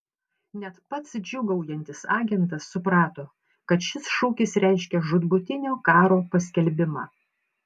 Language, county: Lithuanian, Panevėžys